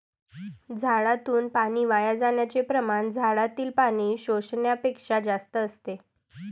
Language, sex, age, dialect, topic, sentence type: Marathi, female, 18-24, Varhadi, agriculture, statement